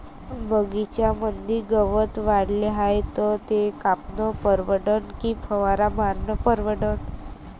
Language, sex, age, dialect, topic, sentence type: Marathi, female, 25-30, Varhadi, agriculture, question